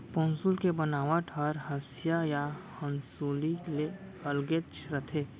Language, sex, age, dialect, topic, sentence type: Chhattisgarhi, female, 18-24, Central, agriculture, statement